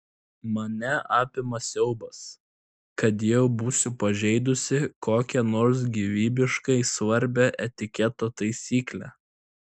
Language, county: Lithuanian, Klaipėda